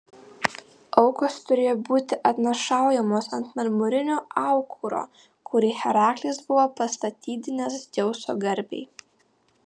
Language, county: Lithuanian, Vilnius